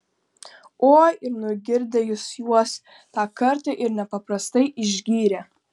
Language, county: Lithuanian, Klaipėda